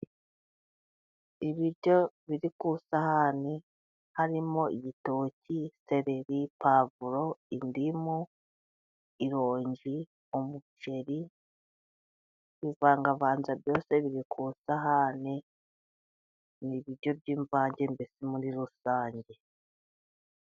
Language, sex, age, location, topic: Kinyarwanda, female, 36-49, Burera, agriculture